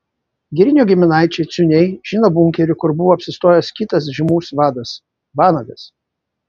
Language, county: Lithuanian, Vilnius